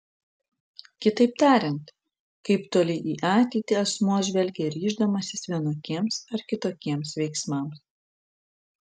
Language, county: Lithuanian, Panevėžys